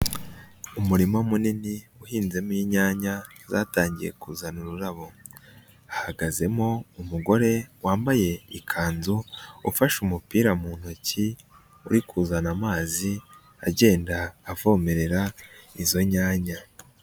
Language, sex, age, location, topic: Kinyarwanda, male, 18-24, Nyagatare, agriculture